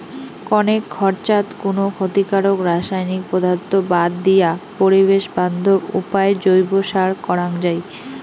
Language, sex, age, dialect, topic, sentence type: Bengali, female, 18-24, Rajbangshi, agriculture, statement